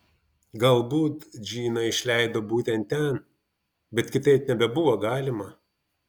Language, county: Lithuanian, Vilnius